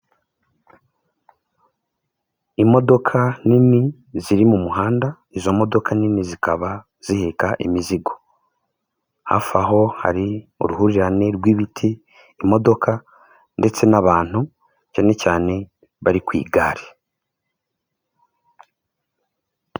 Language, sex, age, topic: Kinyarwanda, male, 25-35, government